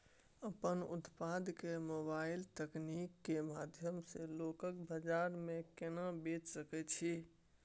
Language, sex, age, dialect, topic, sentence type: Maithili, male, 18-24, Bajjika, agriculture, question